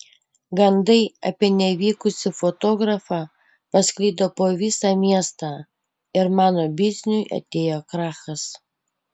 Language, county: Lithuanian, Panevėžys